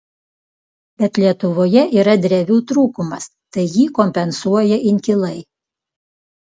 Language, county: Lithuanian, Klaipėda